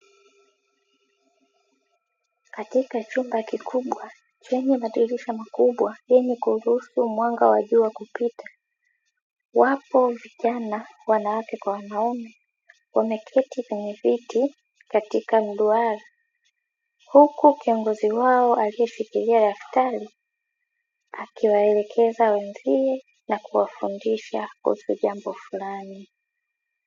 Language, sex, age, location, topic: Swahili, female, 18-24, Dar es Salaam, education